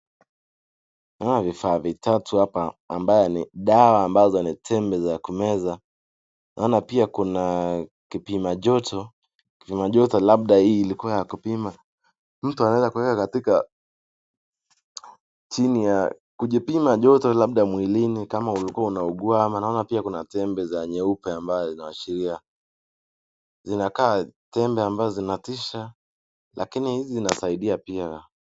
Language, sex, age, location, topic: Swahili, male, 18-24, Nakuru, health